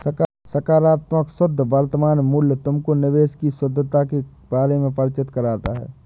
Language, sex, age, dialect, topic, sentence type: Hindi, male, 25-30, Awadhi Bundeli, banking, statement